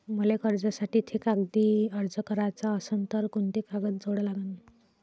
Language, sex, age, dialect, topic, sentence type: Marathi, female, 31-35, Varhadi, banking, question